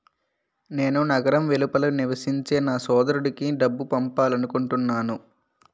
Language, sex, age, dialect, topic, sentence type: Telugu, male, 18-24, Utterandhra, banking, statement